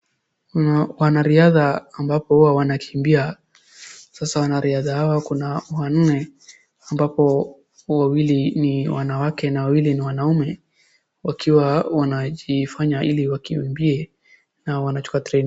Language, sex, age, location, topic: Swahili, female, 18-24, Wajir, education